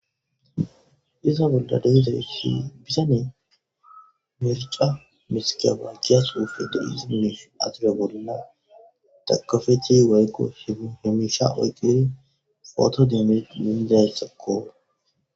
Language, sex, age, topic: Gamo, male, 25-35, government